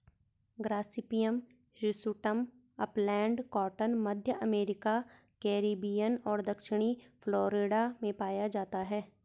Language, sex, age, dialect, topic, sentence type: Hindi, female, 31-35, Garhwali, agriculture, statement